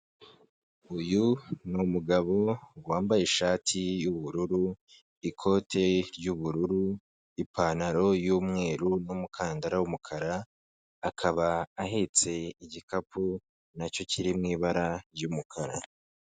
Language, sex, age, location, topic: Kinyarwanda, male, 25-35, Kigali, finance